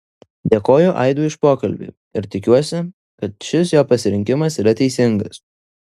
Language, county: Lithuanian, Vilnius